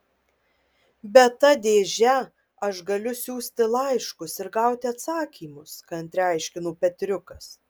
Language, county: Lithuanian, Marijampolė